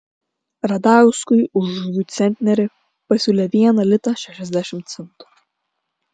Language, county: Lithuanian, Klaipėda